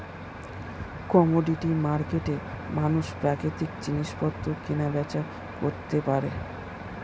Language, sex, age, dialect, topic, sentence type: Bengali, male, 18-24, Standard Colloquial, banking, statement